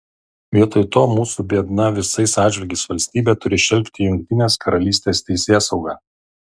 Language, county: Lithuanian, Vilnius